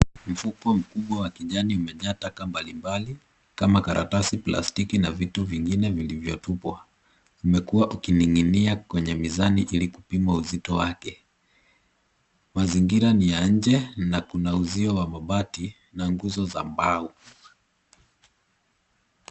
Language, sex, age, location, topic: Swahili, male, 18-24, Nairobi, government